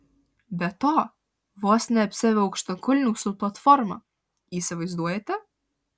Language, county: Lithuanian, Alytus